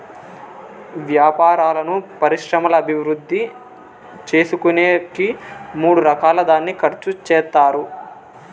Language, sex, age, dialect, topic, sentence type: Telugu, male, 18-24, Southern, banking, statement